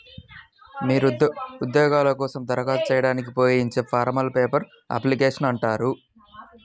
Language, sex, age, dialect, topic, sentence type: Telugu, male, 18-24, Central/Coastal, agriculture, statement